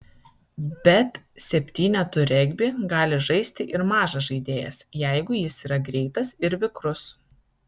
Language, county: Lithuanian, Kaunas